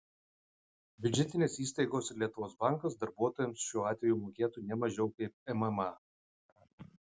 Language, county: Lithuanian, Utena